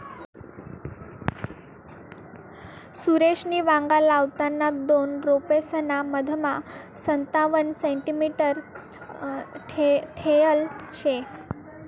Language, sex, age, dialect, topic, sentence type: Marathi, female, 18-24, Northern Konkan, agriculture, statement